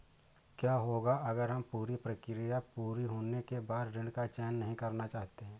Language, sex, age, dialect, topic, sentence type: Hindi, male, 25-30, Awadhi Bundeli, banking, question